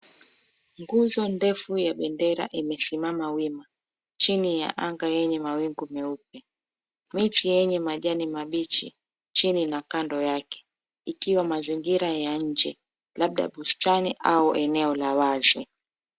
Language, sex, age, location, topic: Swahili, female, 25-35, Mombasa, education